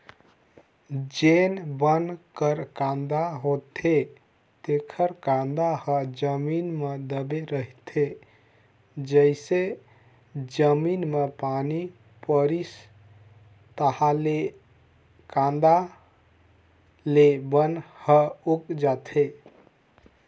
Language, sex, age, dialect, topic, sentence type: Chhattisgarhi, male, 56-60, Northern/Bhandar, agriculture, statement